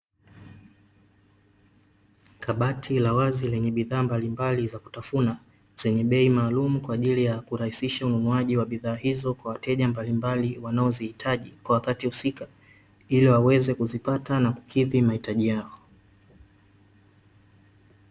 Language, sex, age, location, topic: Swahili, male, 18-24, Dar es Salaam, finance